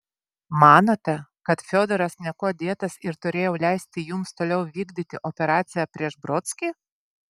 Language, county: Lithuanian, Vilnius